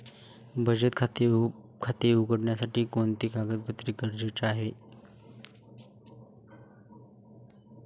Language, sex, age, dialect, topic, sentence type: Marathi, male, 18-24, Standard Marathi, banking, question